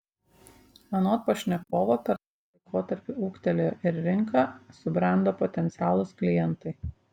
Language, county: Lithuanian, Šiauliai